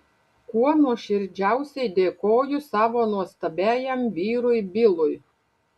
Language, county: Lithuanian, Panevėžys